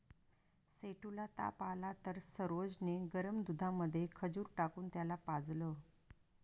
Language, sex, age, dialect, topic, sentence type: Marathi, female, 41-45, Northern Konkan, agriculture, statement